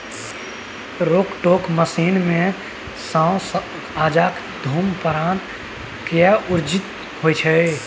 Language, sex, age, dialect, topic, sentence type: Maithili, male, 18-24, Bajjika, agriculture, statement